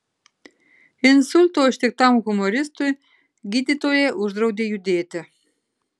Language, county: Lithuanian, Marijampolė